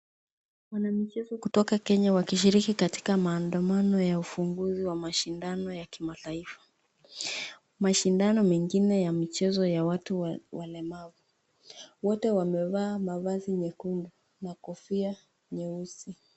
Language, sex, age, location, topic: Swahili, female, 25-35, Nakuru, education